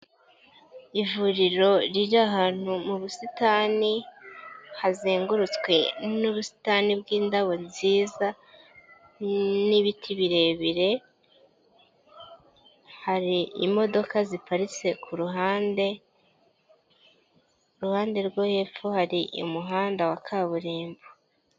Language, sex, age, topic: Kinyarwanda, female, 25-35, health